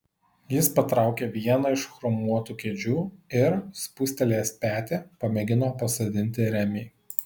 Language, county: Lithuanian, Vilnius